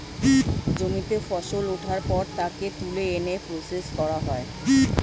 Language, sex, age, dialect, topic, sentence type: Bengali, male, 41-45, Standard Colloquial, agriculture, statement